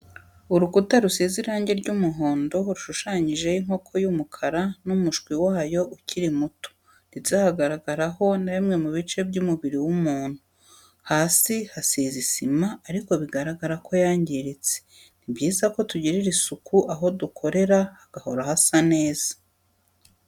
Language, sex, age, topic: Kinyarwanda, female, 36-49, education